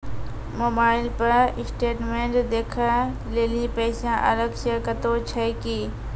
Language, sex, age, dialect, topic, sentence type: Maithili, female, 46-50, Angika, banking, question